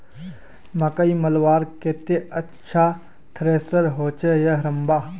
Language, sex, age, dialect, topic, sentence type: Magahi, male, 18-24, Northeastern/Surjapuri, agriculture, question